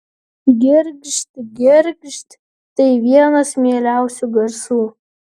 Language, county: Lithuanian, Vilnius